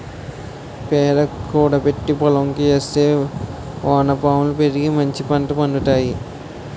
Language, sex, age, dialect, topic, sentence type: Telugu, male, 51-55, Utterandhra, agriculture, statement